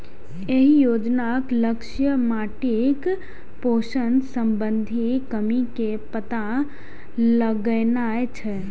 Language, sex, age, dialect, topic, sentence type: Maithili, female, 18-24, Eastern / Thethi, agriculture, statement